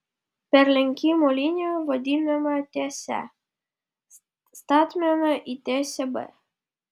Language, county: Lithuanian, Vilnius